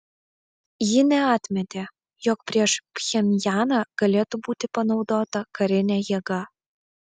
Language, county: Lithuanian, Vilnius